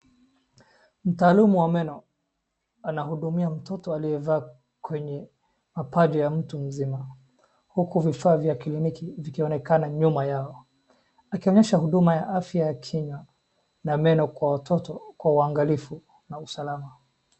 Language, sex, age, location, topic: Swahili, male, 25-35, Wajir, health